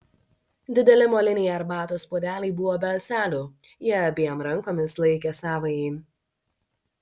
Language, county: Lithuanian, Vilnius